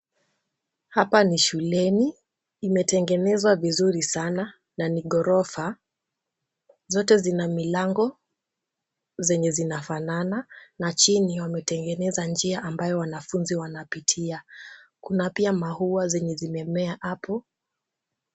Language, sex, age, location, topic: Swahili, female, 18-24, Kisumu, education